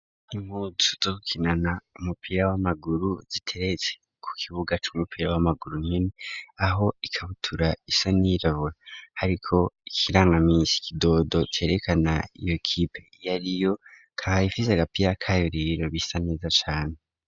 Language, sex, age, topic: Rundi, female, 18-24, education